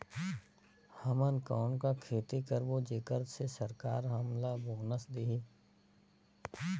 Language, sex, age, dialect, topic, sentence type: Chhattisgarhi, male, 18-24, Northern/Bhandar, agriculture, question